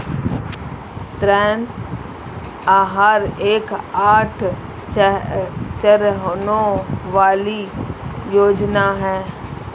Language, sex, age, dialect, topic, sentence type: Hindi, female, 36-40, Marwari Dhudhari, banking, statement